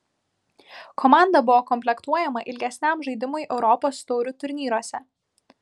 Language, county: Lithuanian, Vilnius